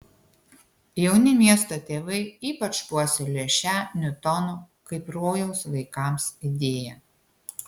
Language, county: Lithuanian, Kaunas